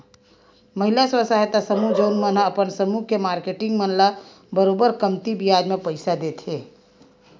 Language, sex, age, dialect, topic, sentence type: Chhattisgarhi, female, 18-24, Western/Budati/Khatahi, banking, statement